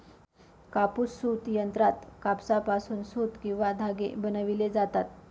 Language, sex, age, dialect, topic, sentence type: Marathi, female, 25-30, Northern Konkan, agriculture, statement